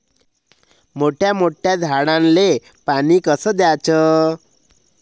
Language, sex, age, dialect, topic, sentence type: Marathi, male, 25-30, Varhadi, agriculture, question